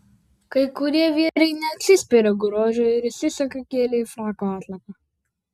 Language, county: Lithuanian, Vilnius